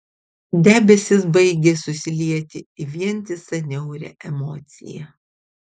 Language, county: Lithuanian, Utena